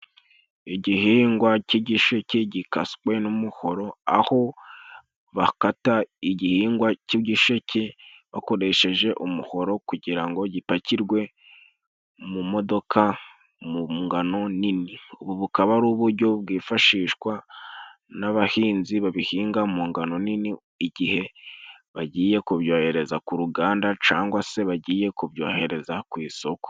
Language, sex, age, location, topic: Kinyarwanda, male, 18-24, Musanze, agriculture